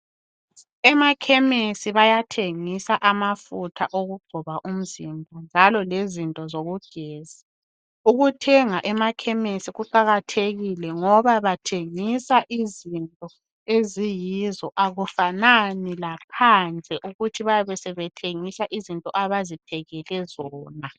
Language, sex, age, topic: North Ndebele, female, 25-35, health